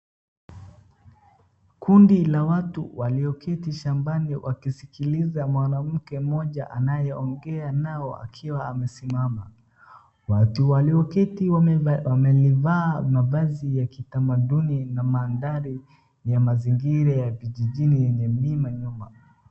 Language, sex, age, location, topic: Swahili, male, 36-49, Wajir, health